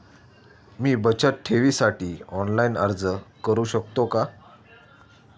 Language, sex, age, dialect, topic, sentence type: Marathi, male, 18-24, Standard Marathi, banking, question